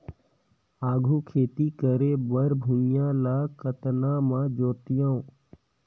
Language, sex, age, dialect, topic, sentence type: Chhattisgarhi, male, 18-24, Northern/Bhandar, agriculture, question